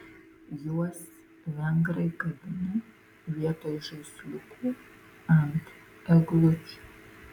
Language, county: Lithuanian, Marijampolė